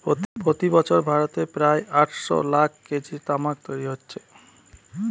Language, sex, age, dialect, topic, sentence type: Bengali, male, 31-35, Western, agriculture, statement